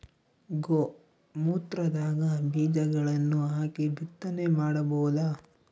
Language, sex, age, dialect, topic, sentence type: Kannada, male, 18-24, Northeastern, agriculture, question